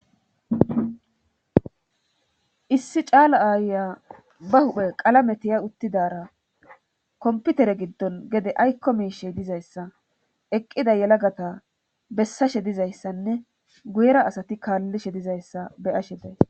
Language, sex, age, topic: Gamo, female, 36-49, government